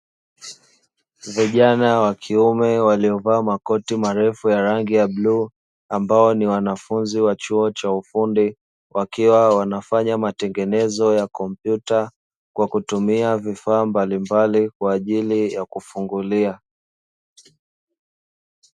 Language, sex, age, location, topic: Swahili, male, 25-35, Dar es Salaam, education